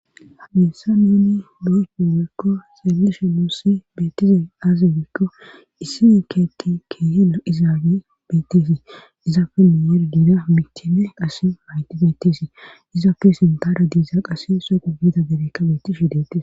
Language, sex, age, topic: Gamo, female, 18-24, government